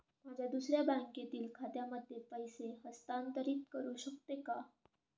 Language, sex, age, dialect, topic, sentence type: Marathi, female, 18-24, Standard Marathi, banking, question